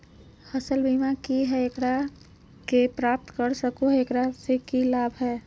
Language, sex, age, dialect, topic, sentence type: Magahi, female, 31-35, Southern, agriculture, question